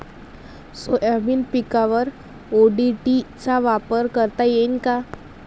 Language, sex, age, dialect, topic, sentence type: Marathi, female, 25-30, Varhadi, agriculture, question